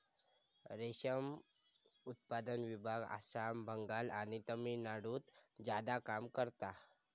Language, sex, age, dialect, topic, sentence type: Marathi, male, 18-24, Southern Konkan, agriculture, statement